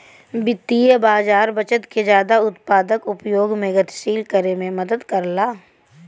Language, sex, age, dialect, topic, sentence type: Bhojpuri, female, 31-35, Western, banking, statement